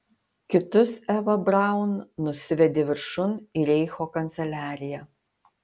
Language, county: Lithuanian, Utena